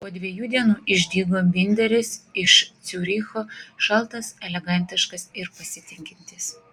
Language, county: Lithuanian, Kaunas